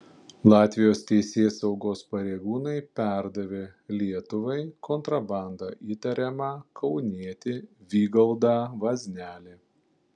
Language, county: Lithuanian, Panevėžys